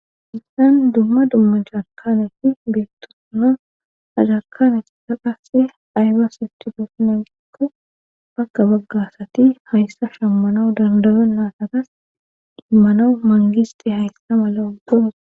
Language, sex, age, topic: Gamo, female, 25-35, government